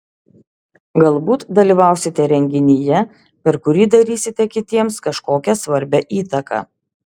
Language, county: Lithuanian, Šiauliai